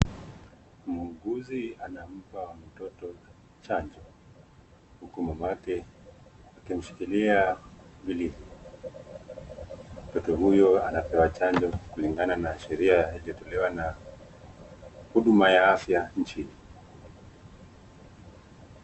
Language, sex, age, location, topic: Swahili, male, 25-35, Nakuru, health